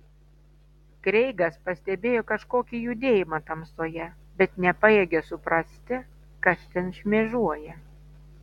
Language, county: Lithuanian, Telšiai